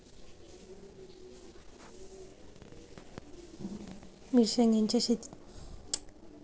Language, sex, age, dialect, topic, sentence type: Marathi, female, 18-24, Southern Konkan, agriculture, question